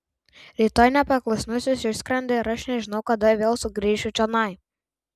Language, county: Lithuanian, Tauragė